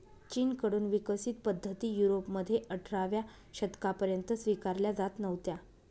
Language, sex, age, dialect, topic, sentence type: Marathi, female, 31-35, Northern Konkan, agriculture, statement